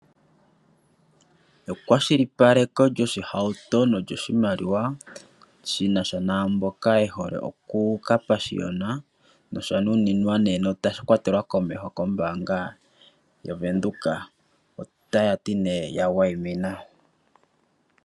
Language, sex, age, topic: Oshiwambo, male, 25-35, finance